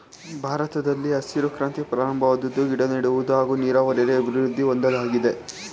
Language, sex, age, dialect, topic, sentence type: Kannada, male, 18-24, Mysore Kannada, agriculture, statement